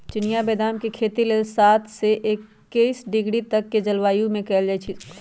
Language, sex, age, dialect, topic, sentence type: Magahi, female, 25-30, Western, agriculture, statement